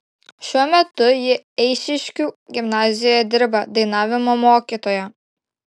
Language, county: Lithuanian, Šiauliai